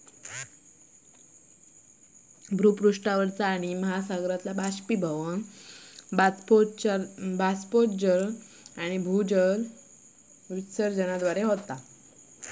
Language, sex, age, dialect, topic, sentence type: Marathi, female, 25-30, Southern Konkan, agriculture, statement